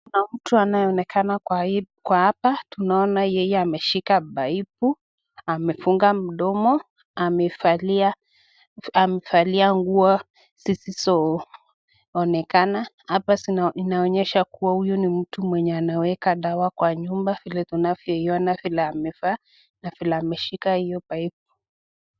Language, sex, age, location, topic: Swahili, female, 25-35, Nakuru, health